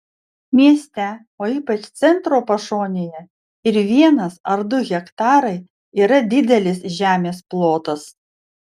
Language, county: Lithuanian, Vilnius